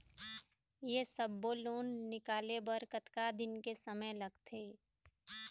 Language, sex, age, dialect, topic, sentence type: Chhattisgarhi, female, 56-60, Eastern, banking, question